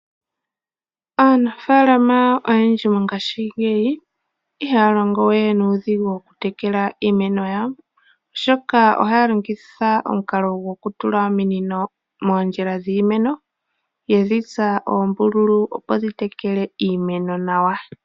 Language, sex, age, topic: Oshiwambo, male, 18-24, agriculture